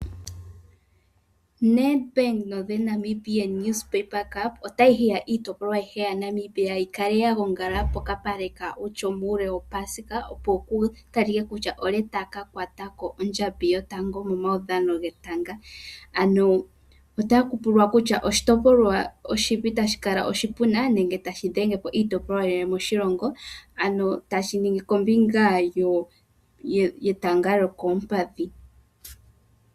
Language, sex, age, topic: Oshiwambo, female, 18-24, finance